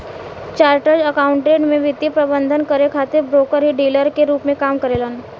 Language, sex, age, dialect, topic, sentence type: Bhojpuri, female, 18-24, Southern / Standard, banking, statement